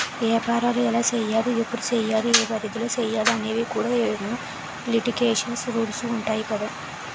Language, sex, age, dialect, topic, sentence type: Telugu, female, 18-24, Utterandhra, banking, statement